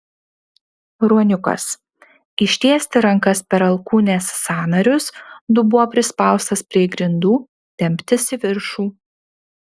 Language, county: Lithuanian, Panevėžys